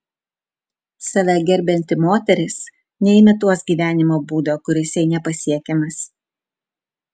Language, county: Lithuanian, Vilnius